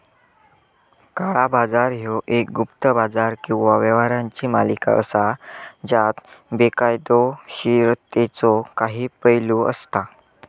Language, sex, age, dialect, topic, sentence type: Marathi, male, 25-30, Southern Konkan, banking, statement